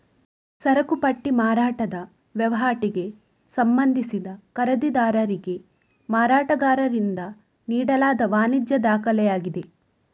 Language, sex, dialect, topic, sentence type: Kannada, female, Coastal/Dakshin, banking, statement